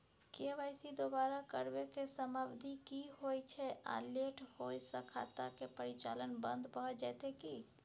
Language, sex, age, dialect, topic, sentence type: Maithili, female, 51-55, Bajjika, banking, question